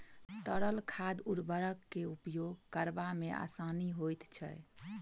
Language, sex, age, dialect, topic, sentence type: Maithili, female, 25-30, Southern/Standard, agriculture, statement